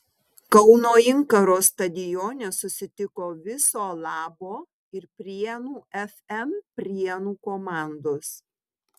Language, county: Lithuanian, Utena